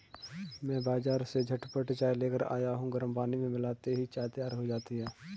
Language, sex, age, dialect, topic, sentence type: Hindi, male, 18-24, Kanauji Braj Bhasha, agriculture, statement